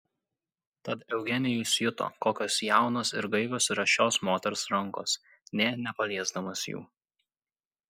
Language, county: Lithuanian, Kaunas